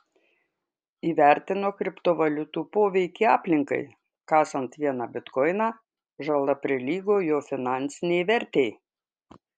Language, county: Lithuanian, Kaunas